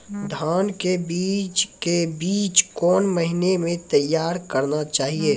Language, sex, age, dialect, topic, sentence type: Maithili, male, 18-24, Angika, agriculture, question